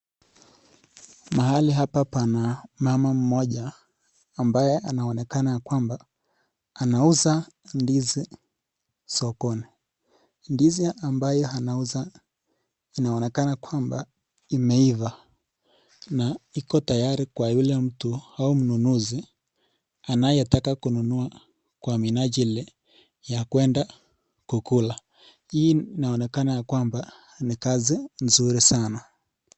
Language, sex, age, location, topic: Swahili, male, 18-24, Nakuru, agriculture